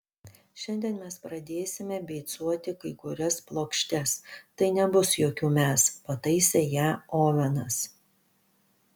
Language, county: Lithuanian, Panevėžys